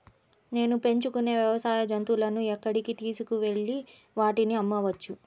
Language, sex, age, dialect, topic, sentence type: Telugu, female, 31-35, Central/Coastal, agriculture, question